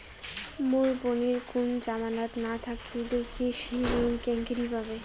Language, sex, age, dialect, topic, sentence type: Bengali, female, 18-24, Rajbangshi, agriculture, statement